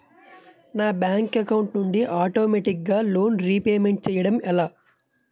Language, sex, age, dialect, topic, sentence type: Telugu, male, 25-30, Utterandhra, banking, question